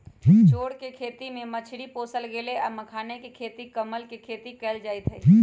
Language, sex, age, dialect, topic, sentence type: Magahi, male, 18-24, Western, agriculture, statement